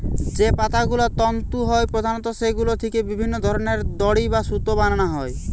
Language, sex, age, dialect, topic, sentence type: Bengali, male, 18-24, Western, agriculture, statement